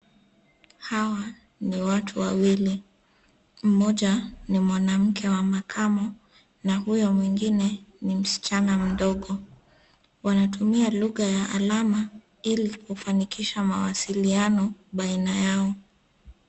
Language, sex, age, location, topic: Swahili, female, 25-35, Nairobi, education